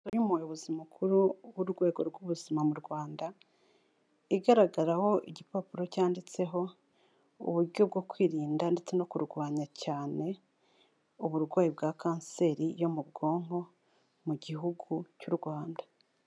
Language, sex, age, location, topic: Kinyarwanda, female, 36-49, Kigali, health